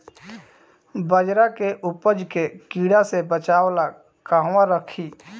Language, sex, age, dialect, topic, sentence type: Bhojpuri, male, 31-35, Southern / Standard, agriculture, question